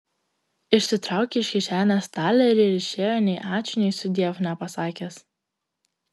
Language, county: Lithuanian, Klaipėda